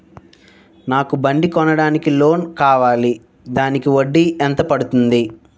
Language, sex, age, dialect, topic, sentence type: Telugu, male, 60-100, Utterandhra, banking, question